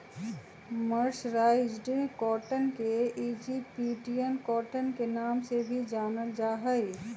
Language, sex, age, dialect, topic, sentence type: Magahi, female, 31-35, Western, agriculture, statement